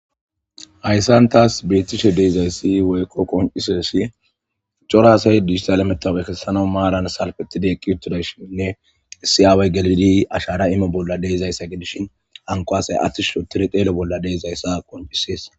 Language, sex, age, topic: Gamo, female, 18-24, government